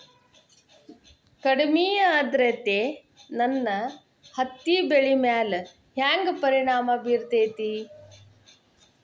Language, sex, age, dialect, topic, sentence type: Kannada, female, 18-24, Dharwad Kannada, agriculture, question